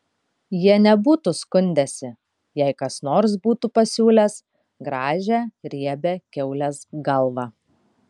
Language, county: Lithuanian, Kaunas